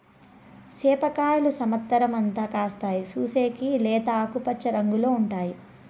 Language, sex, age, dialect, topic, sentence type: Telugu, male, 31-35, Southern, agriculture, statement